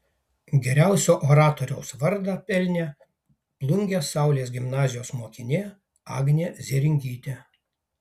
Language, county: Lithuanian, Kaunas